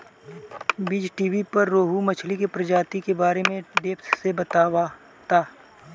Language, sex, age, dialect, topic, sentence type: Bhojpuri, male, 18-24, Southern / Standard, agriculture, question